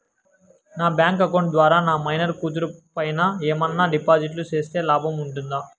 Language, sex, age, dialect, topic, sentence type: Telugu, male, 18-24, Southern, banking, question